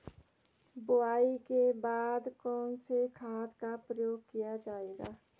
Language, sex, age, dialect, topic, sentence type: Hindi, female, 46-50, Garhwali, agriculture, question